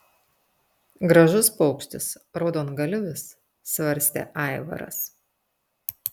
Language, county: Lithuanian, Telšiai